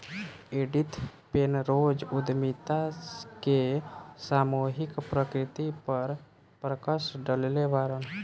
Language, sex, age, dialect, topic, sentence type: Bhojpuri, male, <18, Southern / Standard, banking, statement